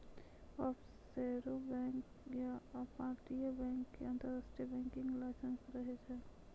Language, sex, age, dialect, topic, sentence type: Maithili, female, 25-30, Angika, banking, statement